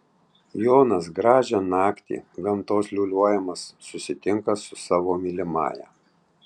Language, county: Lithuanian, Tauragė